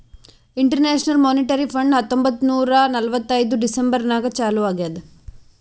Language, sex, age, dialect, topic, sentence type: Kannada, female, 25-30, Northeastern, banking, statement